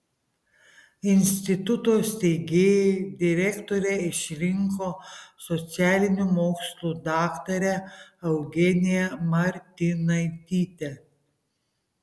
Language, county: Lithuanian, Panevėžys